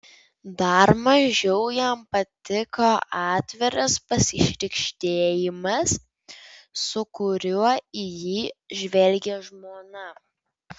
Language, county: Lithuanian, Vilnius